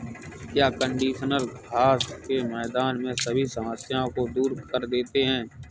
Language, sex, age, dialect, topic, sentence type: Hindi, male, 51-55, Kanauji Braj Bhasha, agriculture, statement